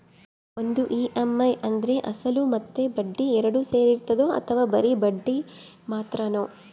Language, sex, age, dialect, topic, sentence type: Kannada, female, 31-35, Central, banking, question